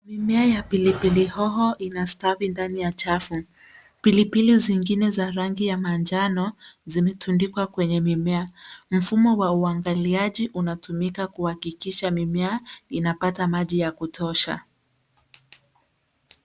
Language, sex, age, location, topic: Swahili, female, 36-49, Nairobi, agriculture